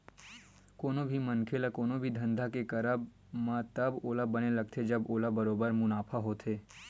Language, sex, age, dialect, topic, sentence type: Chhattisgarhi, male, 18-24, Western/Budati/Khatahi, banking, statement